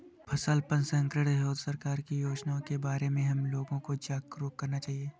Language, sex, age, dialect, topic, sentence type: Hindi, male, 25-30, Awadhi Bundeli, agriculture, statement